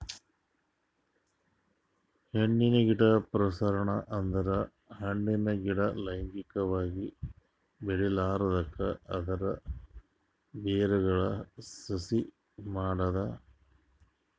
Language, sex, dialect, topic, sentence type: Kannada, male, Northeastern, agriculture, statement